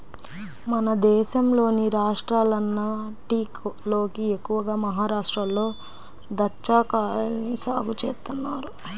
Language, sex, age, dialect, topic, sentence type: Telugu, female, 25-30, Central/Coastal, agriculture, statement